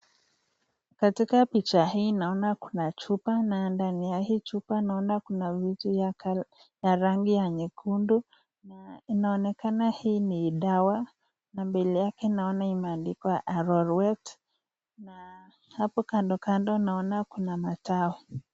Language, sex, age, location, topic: Swahili, female, 50+, Nakuru, health